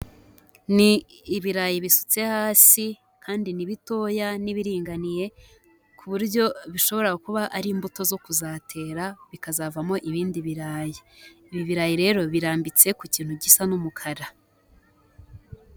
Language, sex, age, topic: Kinyarwanda, female, 18-24, agriculture